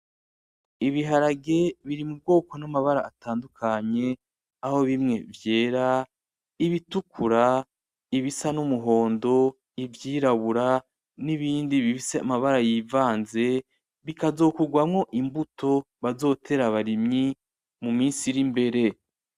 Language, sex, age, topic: Rundi, male, 36-49, agriculture